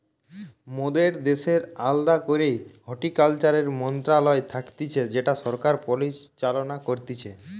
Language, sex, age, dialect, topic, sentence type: Bengali, female, 18-24, Western, agriculture, statement